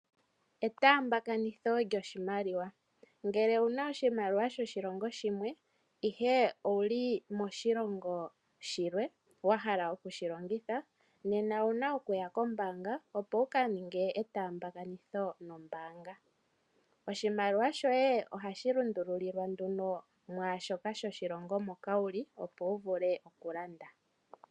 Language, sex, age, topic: Oshiwambo, female, 25-35, finance